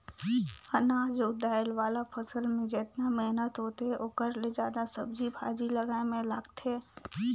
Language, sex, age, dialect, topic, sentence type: Chhattisgarhi, female, 41-45, Northern/Bhandar, agriculture, statement